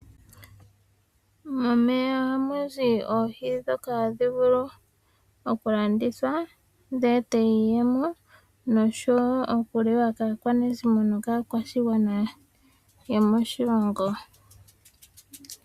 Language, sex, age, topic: Oshiwambo, female, 25-35, agriculture